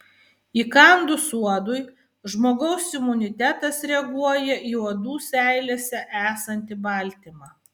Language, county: Lithuanian, Vilnius